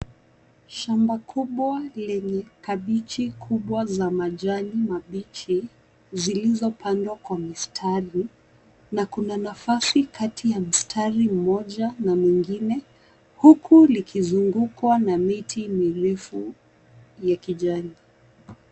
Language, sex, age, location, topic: Swahili, female, 18-24, Nairobi, agriculture